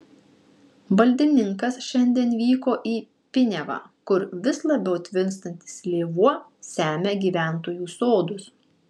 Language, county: Lithuanian, Marijampolė